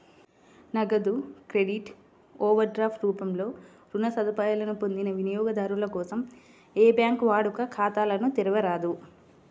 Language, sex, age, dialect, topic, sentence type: Telugu, female, 25-30, Central/Coastal, banking, statement